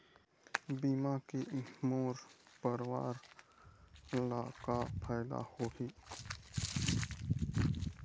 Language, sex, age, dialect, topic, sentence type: Chhattisgarhi, male, 51-55, Eastern, banking, question